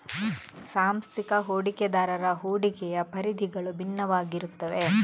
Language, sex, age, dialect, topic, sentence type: Kannada, female, 18-24, Coastal/Dakshin, banking, statement